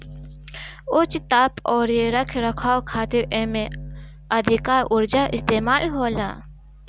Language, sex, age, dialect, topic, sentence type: Bhojpuri, female, 25-30, Northern, agriculture, statement